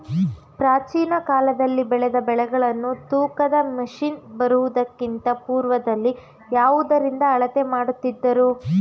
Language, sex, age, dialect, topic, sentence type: Kannada, female, 18-24, Mysore Kannada, agriculture, question